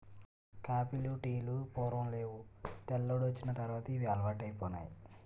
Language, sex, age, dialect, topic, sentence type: Telugu, male, 18-24, Utterandhra, agriculture, statement